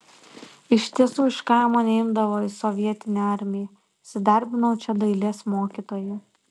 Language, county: Lithuanian, Šiauliai